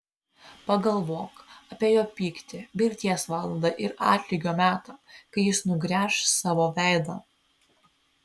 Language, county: Lithuanian, Vilnius